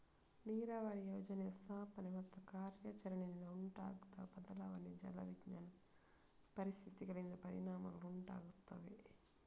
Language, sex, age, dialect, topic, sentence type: Kannada, female, 41-45, Coastal/Dakshin, agriculture, statement